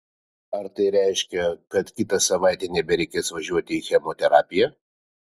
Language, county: Lithuanian, Vilnius